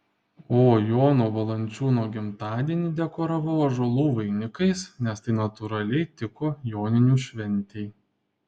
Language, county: Lithuanian, Panevėžys